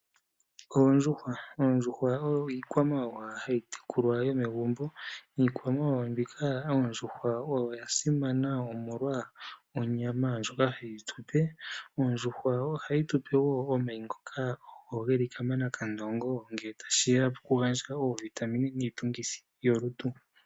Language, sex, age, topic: Oshiwambo, male, 18-24, agriculture